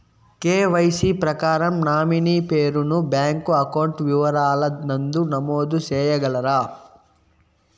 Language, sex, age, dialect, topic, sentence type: Telugu, male, 18-24, Southern, banking, question